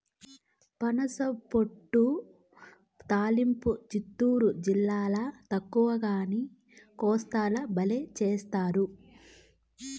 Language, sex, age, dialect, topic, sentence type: Telugu, female, 25-30, Southern, agriculture, statement